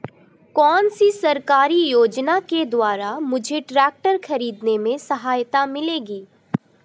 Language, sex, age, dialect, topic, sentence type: Hindi, female, 18-24, Marwari Dhudhari, agriculture, question